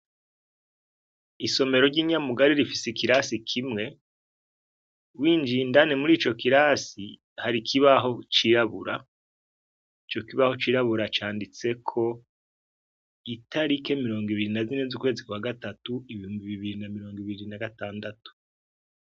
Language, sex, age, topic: Rundi, male, 36-49, education